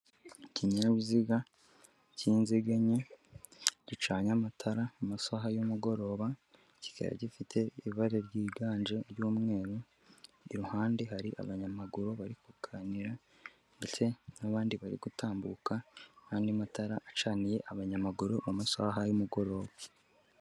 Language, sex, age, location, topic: Kinyarwanda, male, 18-24, Kigali, government